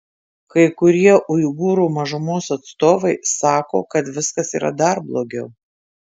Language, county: Lithuanian, Tauragė